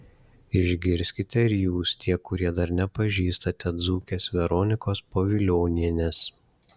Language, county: Lithuanian, Šiauliai